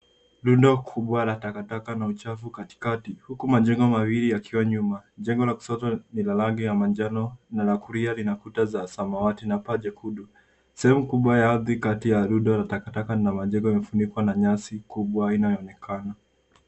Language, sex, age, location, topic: Swahili, female, 50+, Nairobi, government